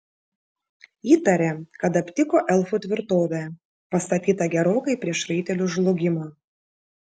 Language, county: Lithuanian, Šiauliai